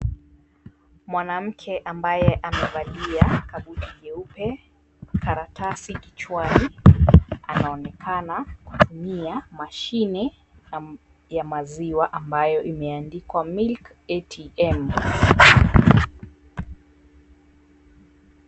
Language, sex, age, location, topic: Swahili, female, 25-35, Mombasa, finance